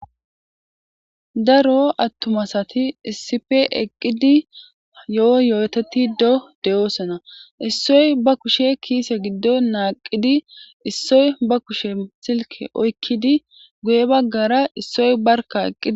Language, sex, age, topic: Gamo, female, 25-35, government